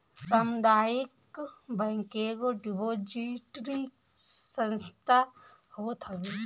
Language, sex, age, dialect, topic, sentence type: Bhojpuri, female, 18-24, Northern, banking, statement